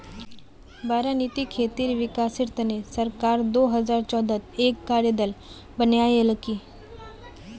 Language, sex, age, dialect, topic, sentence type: Magahi, female, 18-24, Northeastern/Surjapuri, agriculture, statement